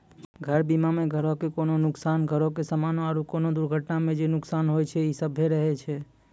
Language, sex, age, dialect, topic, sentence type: Maithili, male, 25-30, Angika, banking, statement